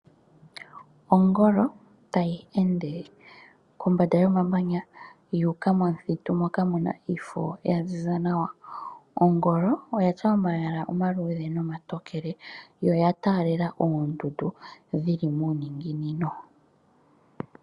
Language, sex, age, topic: Oshiwambo, female, 25-35, agriculture